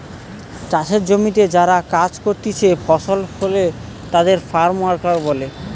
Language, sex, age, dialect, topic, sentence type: Bengali, male, 18-24, Western, agriculture, statement